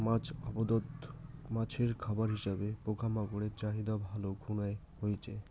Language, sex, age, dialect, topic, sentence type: Bengali, male, 18-24, Rajbangshi, agriculture, statement